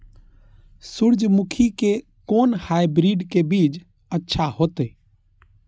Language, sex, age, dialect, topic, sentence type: Maithili, male, 31-35, Eastern / Thethi, agriculture, question